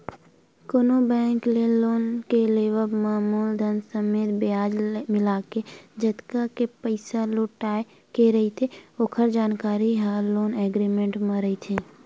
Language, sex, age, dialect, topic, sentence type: Chhattisgarhi, female, 51-55, Western/Budati/Khatahi, banking, statement